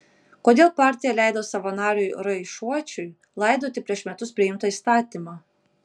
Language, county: Lithuanian, Kaunas